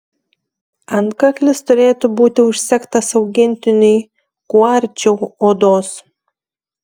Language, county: Lithuanian, Šiauliai